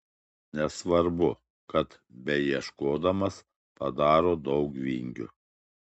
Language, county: Lithuanian, Šiauliai